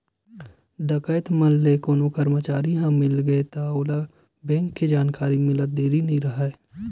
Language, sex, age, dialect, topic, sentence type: Chhattisgarhi, male, 18-24, Western/Budati/Khatahi, banking, statement